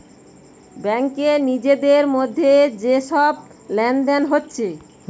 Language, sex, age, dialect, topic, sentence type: Bengali, female, 18-24, Western, banking, statement